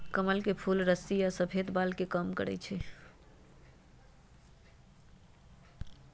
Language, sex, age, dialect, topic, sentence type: Magahi, female, 31-35, Western, agriculture, statement